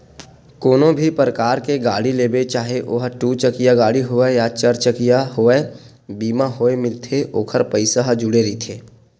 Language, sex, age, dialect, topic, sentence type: Chhattisgarhi, male, 18-24, Western/Budati/Khatahi, banking, statement